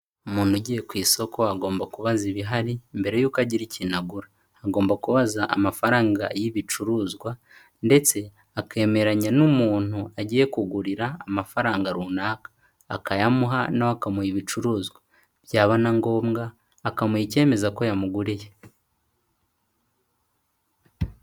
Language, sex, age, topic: Kinyarwanda, male, 18-24, finance